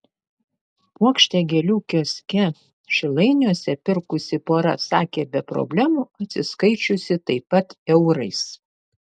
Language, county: Lithuanian, Panevėžys